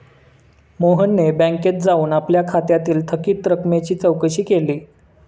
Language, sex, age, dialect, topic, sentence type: Marathi, male, 25-30, Standard Marathi, banking, statement